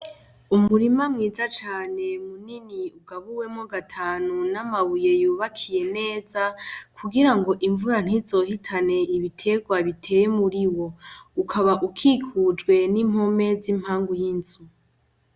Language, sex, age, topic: Rundi, female, 18-24, agriculture